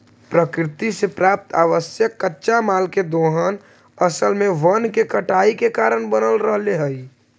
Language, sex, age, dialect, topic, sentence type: Magahi, male, 18-24, Central/Standard, banking, statement